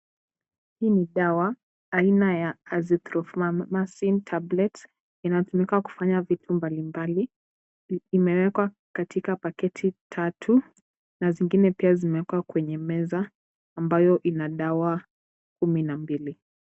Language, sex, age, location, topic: Swahili, female, 18-24, Kisumu, health